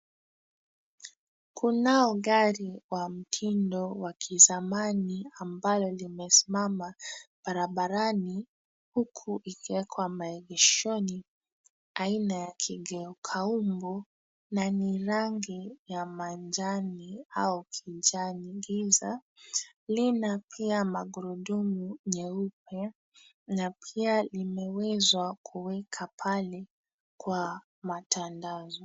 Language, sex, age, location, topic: Swahili, female, 25-35, Nairobi, finance